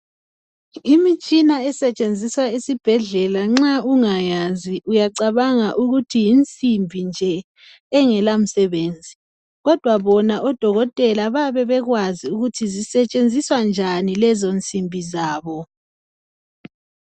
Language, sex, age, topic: North Ndebele, female, 25-35, health